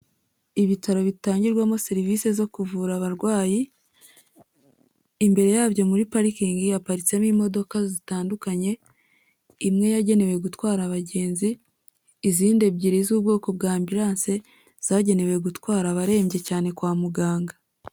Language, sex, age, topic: Kinyarwanda, female, 18-24, government